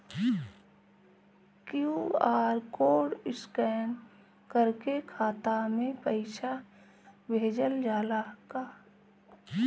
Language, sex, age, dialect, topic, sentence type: Bhojpuri, female, 31-35, Northern, banking, question